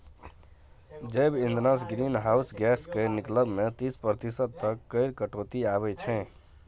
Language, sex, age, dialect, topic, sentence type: Maithili, male, 18-24, Bajjika, agriculture, statement